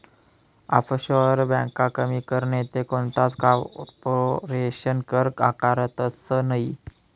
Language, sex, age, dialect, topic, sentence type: Marathi, male, 18-24, Northern Konkan, banking, statement